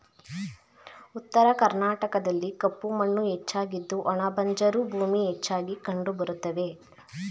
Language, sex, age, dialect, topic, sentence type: Kannada, female, 18-24, Mysore Kannada, agriculture, statement